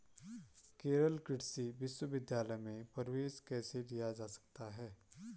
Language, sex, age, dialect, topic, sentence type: Hindi, male, 25-30, Garhwali, agriculture, statement